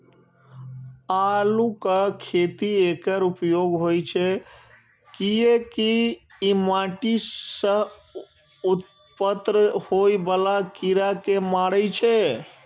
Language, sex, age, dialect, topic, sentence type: Maithili, male, 36-40, Eastern / Thethi, agriculture, statement